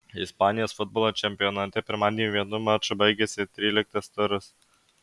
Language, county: Lithuanian, Alytus